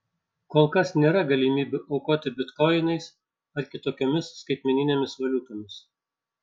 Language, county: Lithuanian, Šiauliai